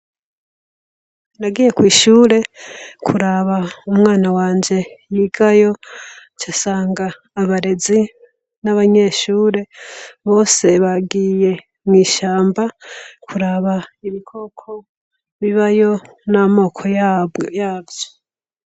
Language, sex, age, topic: Rundi, female, 25-35, education